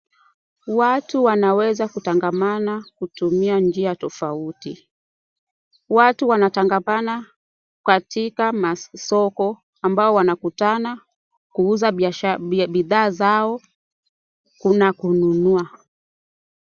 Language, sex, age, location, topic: Swahili, female, 18-24, Kisumu, finance